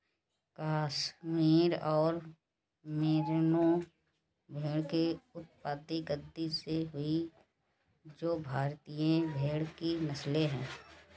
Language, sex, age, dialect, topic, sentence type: Hindi, female, 56-60, Kanauji Braj Bhasha, agriculture, statement